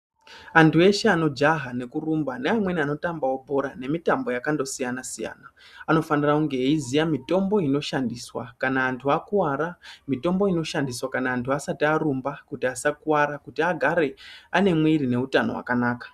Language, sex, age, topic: Ndau, female, 36-49, health